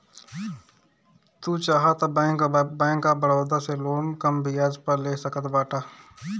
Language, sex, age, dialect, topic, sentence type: Bhojpuri, male, 18-24, Northern, banking, statement